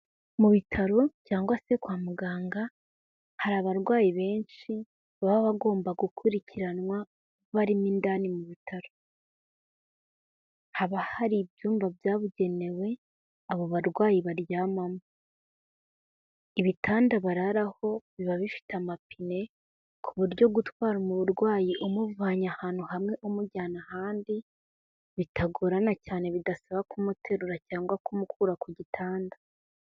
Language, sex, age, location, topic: Kinyarwanda, female, 18-24, Kigali, health